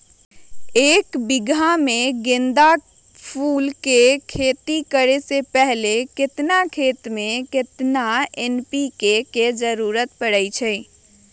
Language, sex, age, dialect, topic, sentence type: Magahi, female, 41-45, Western, agriculture, question